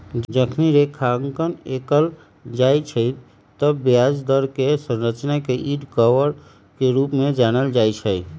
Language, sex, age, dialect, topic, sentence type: Magahi, male, 31-35, Western, banking, statement